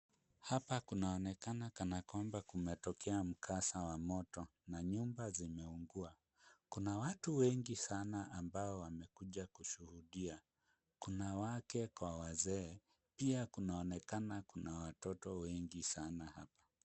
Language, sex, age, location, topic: Swahili, male, 25-35, Kisumu, health